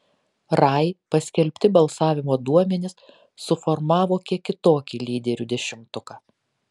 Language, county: Lithuanian, Kaunas